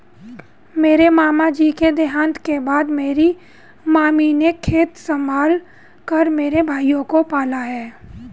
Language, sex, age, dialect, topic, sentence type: Hindi, female, 31-35, Hindustani Malvi Khadi Boli, agriculture, statement